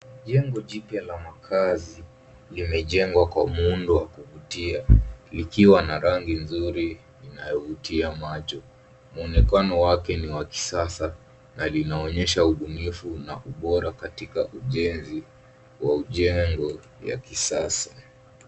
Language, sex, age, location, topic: Swahili, male, 18-24, Nairobi, finance